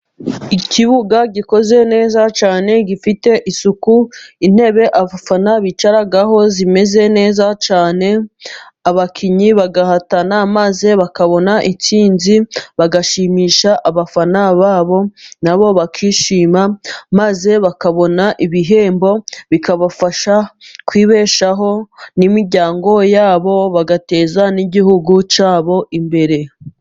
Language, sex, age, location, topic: Kinyarwanda, female, 18-24, Musanze, government